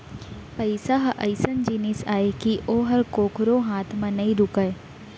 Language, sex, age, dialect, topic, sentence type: Chhattisgarhi, female, 18-24, Central, banking, statement